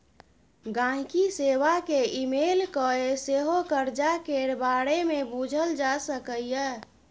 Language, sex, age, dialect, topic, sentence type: Maithili, female, 31-35, Bajjika, banking, statement